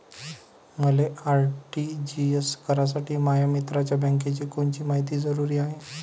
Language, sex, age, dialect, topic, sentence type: Marathi, male, 31-35, Varhadi, banking, question